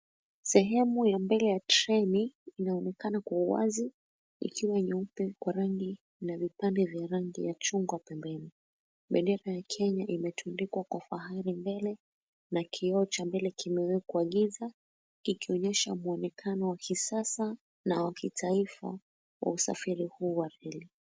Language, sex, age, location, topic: Swahili, female, 25-35, Mombasa, government